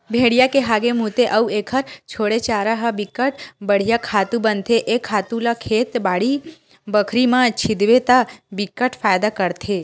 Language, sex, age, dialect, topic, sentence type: Chhattisgarhi, female, 25-30, Western/Budati/Khatahi, agriculture, statement